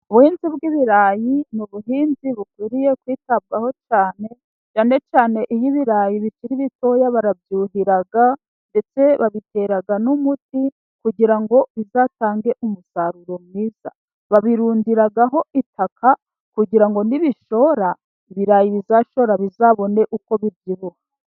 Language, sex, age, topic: Kinyarwanda, female, 36-49, agriculture